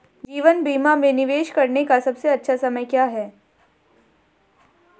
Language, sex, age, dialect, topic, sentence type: Hindi, female, 18-24, Marwari Dhudhari, banking, question